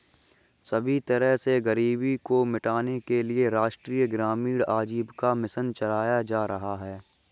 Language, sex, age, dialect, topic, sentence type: Hindi, male, 18-24, Kanauji Braj Bhasha, banking, statement